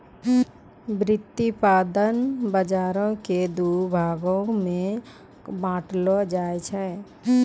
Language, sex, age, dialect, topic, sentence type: Maithili, female, 25-30, Angika, banking, statement